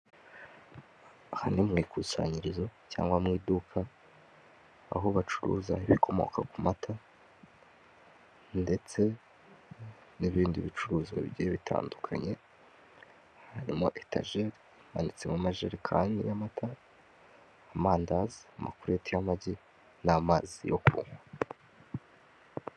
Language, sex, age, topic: Kinyarwanda, male, 18-24, finance